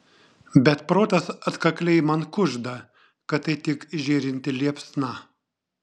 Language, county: Lithuanian, Šiauliai